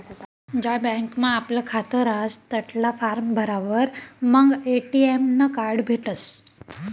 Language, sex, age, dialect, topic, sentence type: Marathi, female, 25-30, Northern Konkan, banking, statement